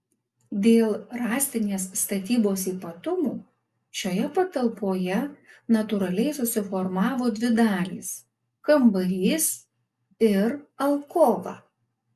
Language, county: Lithuanian, Alytus